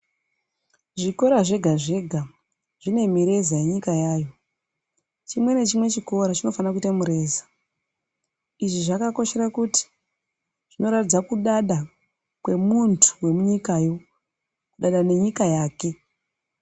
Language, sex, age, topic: Ndau, female, 36-49, education